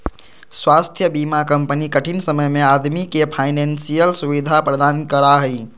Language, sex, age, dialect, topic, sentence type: Magahi, male, 25-30, Southern, banking, statement